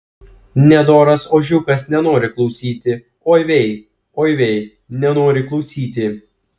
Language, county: Lithuanian, Klaipėda